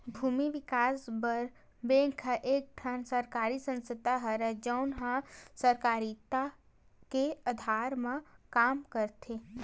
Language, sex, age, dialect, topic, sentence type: Chhattisgarhi, female, 60-100, Western/Budati/Khatahi, banking, statement